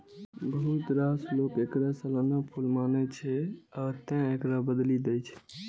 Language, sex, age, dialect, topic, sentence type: Maithili, male, 18-24, Eastern / Thethi, agriculture, statement